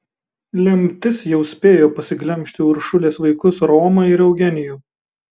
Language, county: Lithuanian, Kaunas